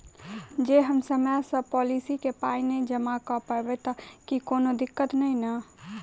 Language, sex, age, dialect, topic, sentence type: Maithili, female, 18-24, Southern/Standard, banking, question